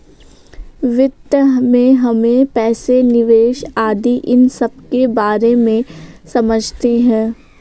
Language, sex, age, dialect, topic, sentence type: Hindi, female, 18-24, Awadhi Bundeli, banking, statement